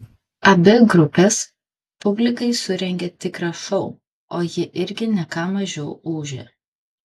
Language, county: Lithuanian, Kaunas